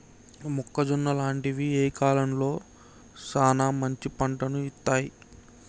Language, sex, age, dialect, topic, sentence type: Telugu, male, 18-24, Telangana, agriculture, question